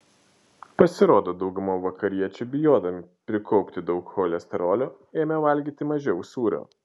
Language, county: Lithuanian, Šiauliai